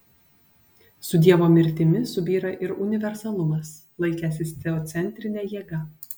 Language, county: Lithuanian, Panevėžys